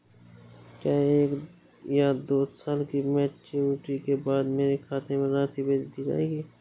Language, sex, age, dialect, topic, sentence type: Hindi, male, 18-24, Awadhi Bundeli, banking, question